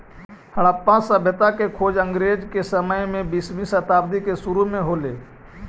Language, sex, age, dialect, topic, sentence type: Magahi, male, 25-30, Central/Standard, agriculture, statement